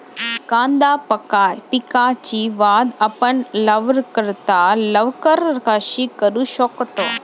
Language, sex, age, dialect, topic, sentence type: Marathi, female, 25-30, Standard Marathi, agriculture, question